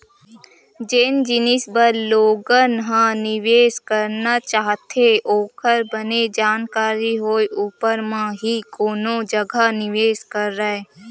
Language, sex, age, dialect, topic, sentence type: Chhattisgarhi, female, 18-24, Western/Budati/Khatahi, banking, statement